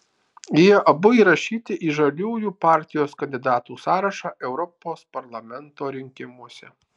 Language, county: Lithuanian, Alytus